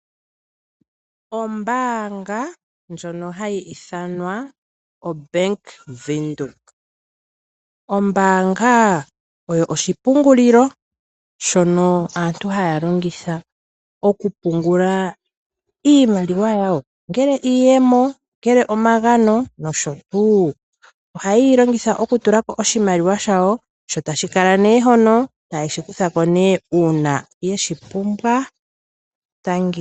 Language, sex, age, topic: Oshiwambo, female, 25-35, finance